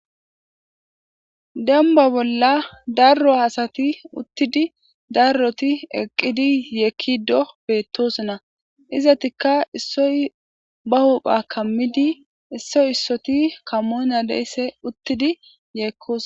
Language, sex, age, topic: Gamo, female, 25-35, government